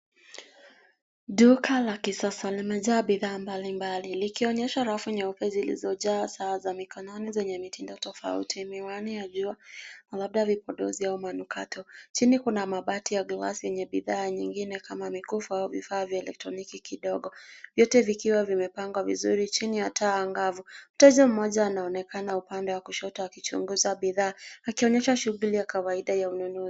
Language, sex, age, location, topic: Swahili, female, 25-35, Nairobi, finance